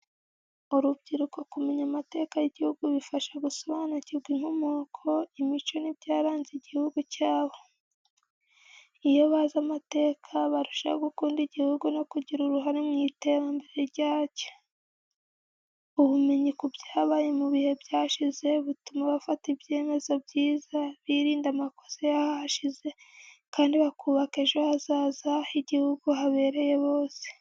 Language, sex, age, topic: Kinyarwanda, female, 18-24, education